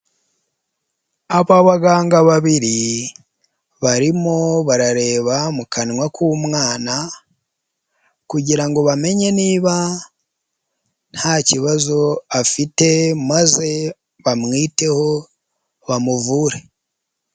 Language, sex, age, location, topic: Kinyarwanda, male, 25-35, Huye, health